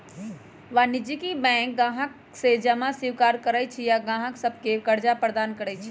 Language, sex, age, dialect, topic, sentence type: Magahi, female, 31-35, Western, banking, statement